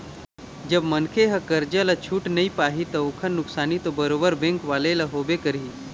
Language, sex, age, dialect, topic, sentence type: Chhattisgarhi, male, 25-30, Eastern, banking, statement